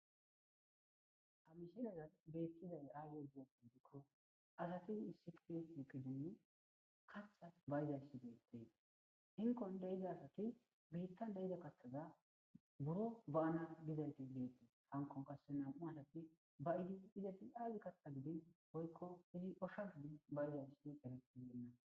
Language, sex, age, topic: Gamo, male, 25-35, agriculture